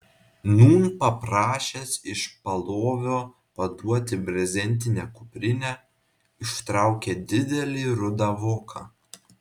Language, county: Lithuanian, Vilnius